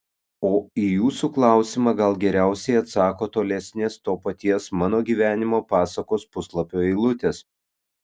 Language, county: Lithuanian, Kaunas